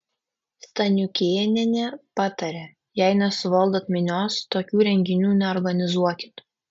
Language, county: Lithuanian, Kaunas